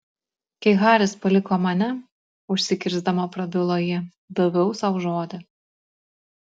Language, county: Lithuanian, Klaipėda